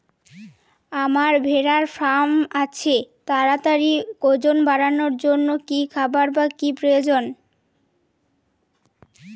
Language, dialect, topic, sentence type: Bengali, Jharkhandi, agriculture, question